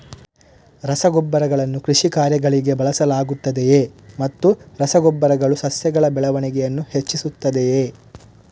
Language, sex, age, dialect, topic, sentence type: Kannada, male, 18-24, Coastal/Dakshin, agriculture, question